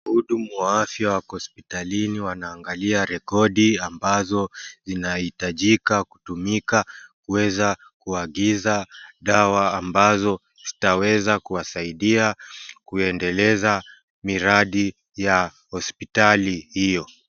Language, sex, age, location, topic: Swahili, male, 25-35, Wajir, health